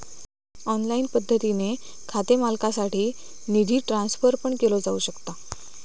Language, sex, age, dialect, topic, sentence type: Marathi, female, 18-24, Southern Konkan, banking, statement